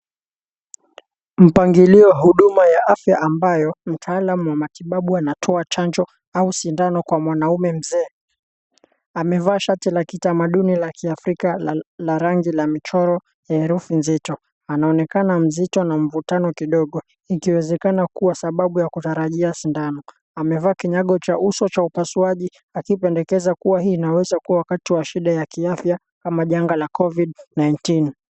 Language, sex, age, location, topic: Swahili, male, 18-24, Mombasa, health